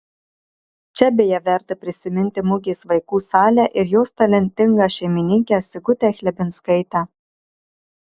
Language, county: Lithuanian, Marijampolė